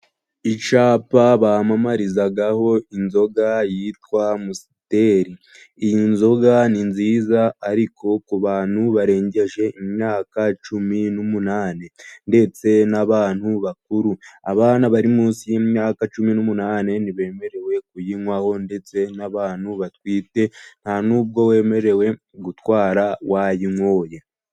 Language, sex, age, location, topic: Kinyarwanda, male, 18-24, Musanze, finance